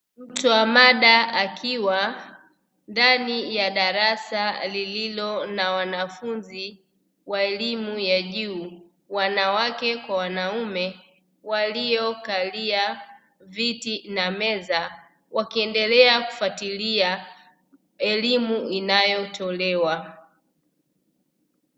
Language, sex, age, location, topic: Swahili, female, 25-35, Dar es Salaam, education